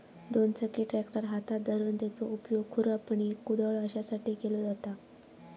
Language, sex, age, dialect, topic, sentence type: Marathi, female, 41-45, Southern Konkan, agriculture, statement